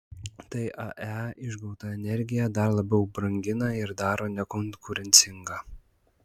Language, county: Lithuanian, Klaipėda